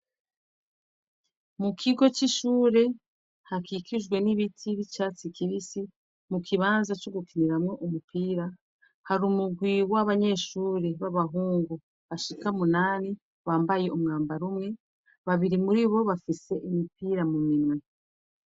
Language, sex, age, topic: Rundi, female, 36-49, education